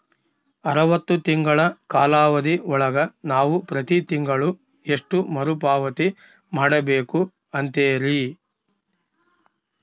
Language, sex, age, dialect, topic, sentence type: Kannada, male, 36-40, Central, banking, question